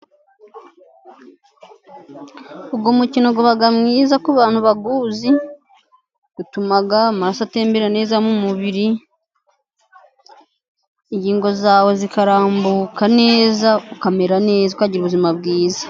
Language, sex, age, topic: Kinyarwanda, female, 25-35, government